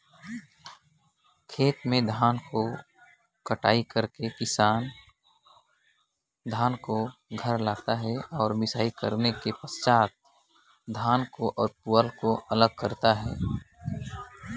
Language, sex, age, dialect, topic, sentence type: Chhattisgarhi, male, 18-24, Northern/Bhandar, agriculture, statement